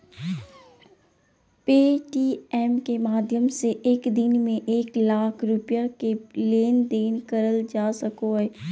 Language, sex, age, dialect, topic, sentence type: Magahi, female, 18-24, Southern, banking, statement